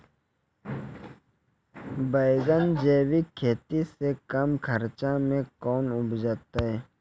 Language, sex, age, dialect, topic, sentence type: Maithili, male, 18-24, Angika, agriculture, question